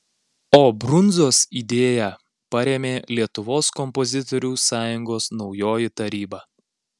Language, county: Lithuanian, Alytus